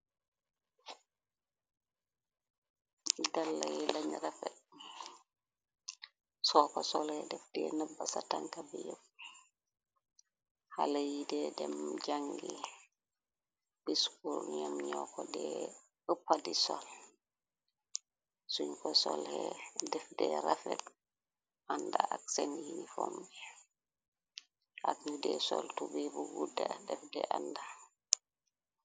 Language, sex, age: Wolof, female, 25-35